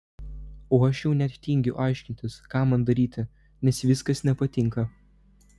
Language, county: Lithuanian, Vilnius